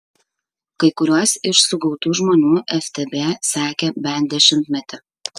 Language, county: Lithuanian, Kaunas